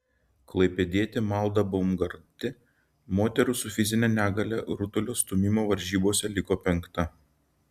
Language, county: Lithuanian, Šiauliai